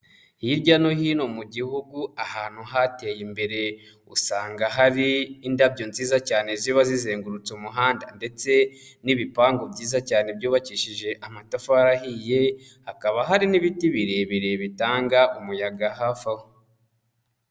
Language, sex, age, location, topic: Kinyarwanda, male, 25-35, Kigali, agriculture